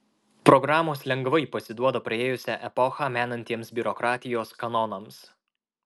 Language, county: Lithuanian, Marijampolė